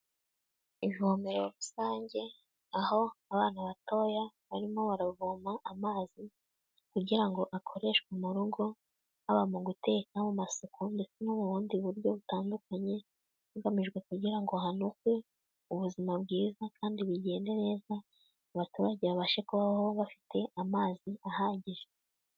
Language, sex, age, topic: Kinyarwanda, female, 18-24, health